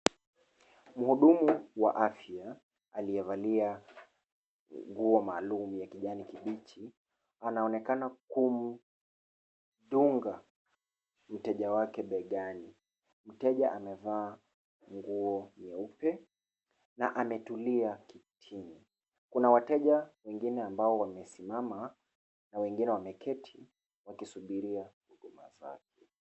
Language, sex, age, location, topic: Swahili, male, 25-35, Kisumu, health